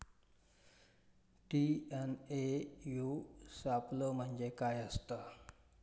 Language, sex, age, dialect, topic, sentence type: Marathi, male, 46-50, Southern Konkan, agriculture, question